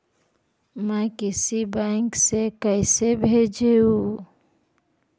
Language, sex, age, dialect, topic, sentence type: Magahi, female, 60-100, Central/Standard, banking, question